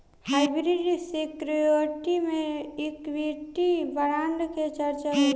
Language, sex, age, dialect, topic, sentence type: Bhojpuri, female, 18-24, Southern / Standard, banking, statement